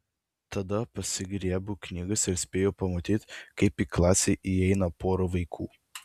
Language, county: Lithuanian, Vilnius